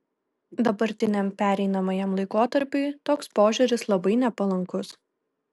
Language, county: Lithuanian, Kaunas